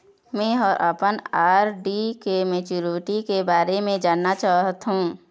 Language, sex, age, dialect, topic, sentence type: Chhattisgarhi, female, 60-100, Eastern, banking, statement